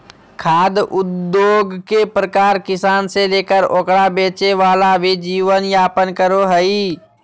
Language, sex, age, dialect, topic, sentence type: Magahi, male, 18-24, Southern, agriculture, statement